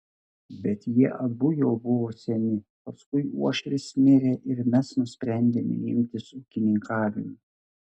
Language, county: Lithuanian, Klaipėda